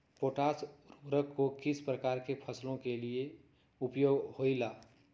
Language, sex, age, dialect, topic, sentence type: Magahi, female, 46-50, Southern, agriculture, question